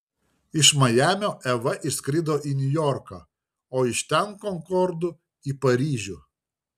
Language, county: Lithuanian, Šiauliai